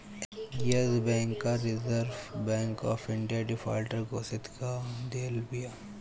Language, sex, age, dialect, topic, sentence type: Bhojpuri, female, 18-24, Northern, banking, statement